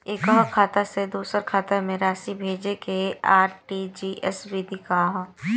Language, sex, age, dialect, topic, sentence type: Bhojpuri, female, 18-24, Southern / Standard, banking, question